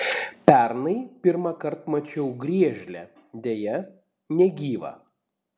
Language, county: Lithuanian, Panevėžys